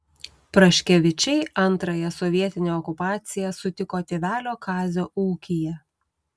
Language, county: Lithuanian, Utena